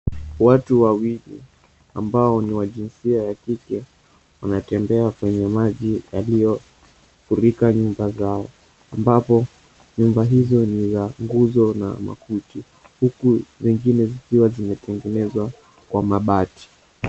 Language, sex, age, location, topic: Swahili, male, 18-24, Mombasa, health